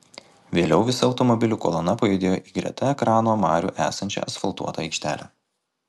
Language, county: Lithuanian, Kaunas